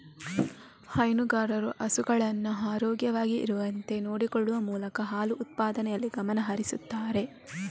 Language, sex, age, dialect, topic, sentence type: Kannada, female, 18-24, Coastal/Dakshin, agriculture, statement